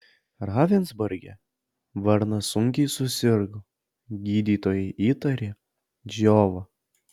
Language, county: Lithuanian, Alytus